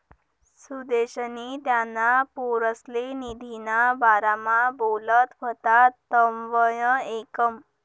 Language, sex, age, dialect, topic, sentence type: Marathi, male, 31-35, Northern Konkan, banking, statement